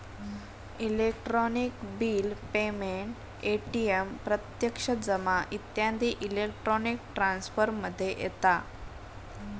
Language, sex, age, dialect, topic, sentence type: Marathi, female, 18-24, Southern Konkan, banking, statement